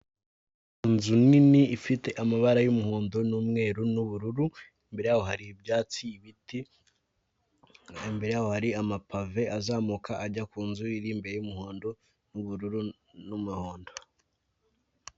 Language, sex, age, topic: Kinyarwanda, male, 18-24, finance